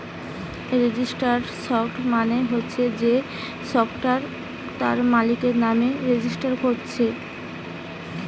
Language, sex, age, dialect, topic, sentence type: Bengali, female, 18-24, Western, banking, statement